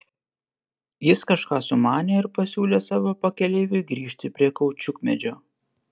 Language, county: Lithuanian, Panevėžys